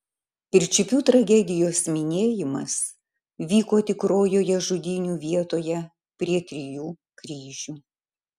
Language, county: Lithuanian, Marijampolė